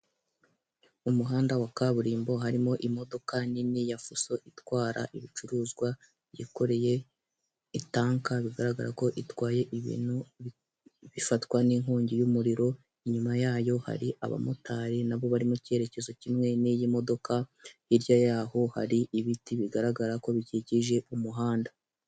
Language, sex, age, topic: Kinyarwanda, male, 18-24, government